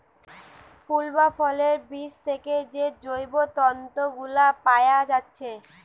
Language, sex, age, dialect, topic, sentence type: Bengali, female, 18-24, Western, agriculture, statement